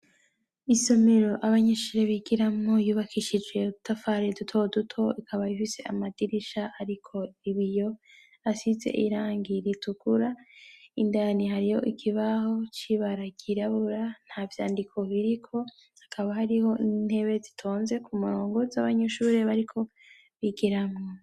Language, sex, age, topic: Rundi, female, 25-35, education